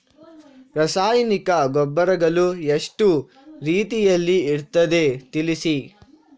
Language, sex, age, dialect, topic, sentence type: Kannada, male, 46-50, Coastal/Dakshin, agriculture, question